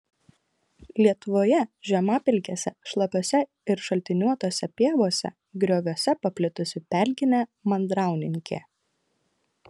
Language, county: Lithuanian, Klaipėda